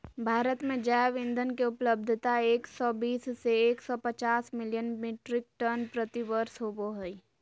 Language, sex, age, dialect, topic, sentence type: Magahi, female, 18-24, Southern, agriculture, statement